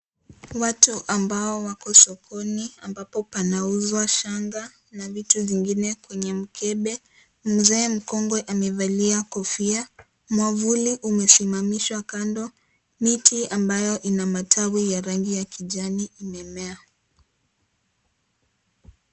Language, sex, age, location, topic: Swahili, female, 18-24, Kisii, health